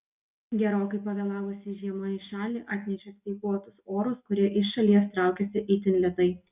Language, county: Lithuanian, Vilnius